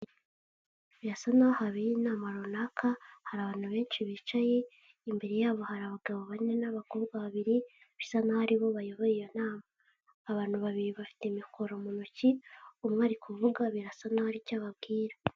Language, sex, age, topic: Kinyarwanda, female, 18-24, health